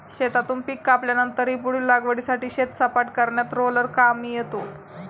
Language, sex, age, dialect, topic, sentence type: Marathi, female, 18-24, Standard Marathi, agriculture, statement